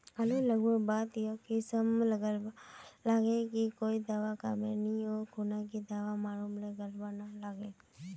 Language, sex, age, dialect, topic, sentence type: Magahi, female, 18-24, Northeastern/Surjapuri, agriculture, question